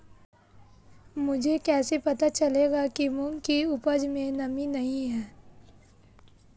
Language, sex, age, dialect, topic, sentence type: Hindi, female, 18-24, Marwari Dhudhari, agriculture, question